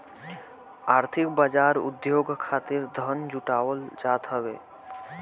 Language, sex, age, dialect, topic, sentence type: Bhojpuri, male, <18, Northern, banking, statement